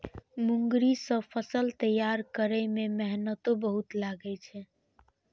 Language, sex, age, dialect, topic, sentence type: Maithili, female, 31-35, Eastern / Thethi, agriculture, statement